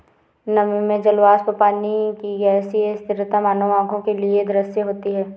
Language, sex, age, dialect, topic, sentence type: Hindi, female, 18-24, Awadhi Bundeli, agriculture, statement